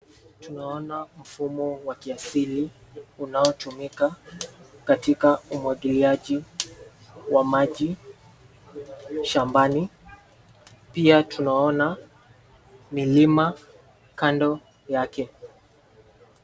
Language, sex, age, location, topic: Swahili, male, 25-35, Nairobi, agriculture